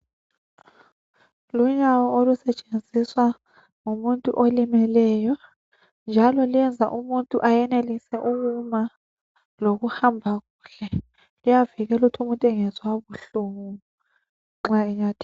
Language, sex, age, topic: North Ndebele, female, 25-35, health